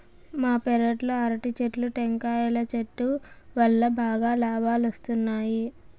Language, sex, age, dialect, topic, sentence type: Telugu, female, 18-24, Southern, agriculture, statement